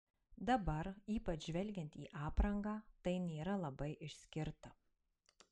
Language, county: Lithuanian, Marijampolė